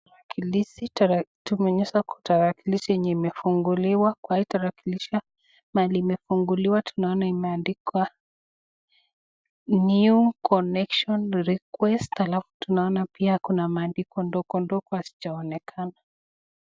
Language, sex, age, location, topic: Swahili, female, 25-35, Nakuru, government